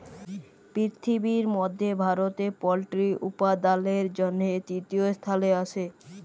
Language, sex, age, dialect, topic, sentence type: Bengali, male, 31-35, Jharkhandi, agriculture, statement